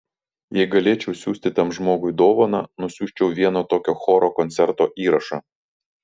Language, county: Lithuanian, Vilnius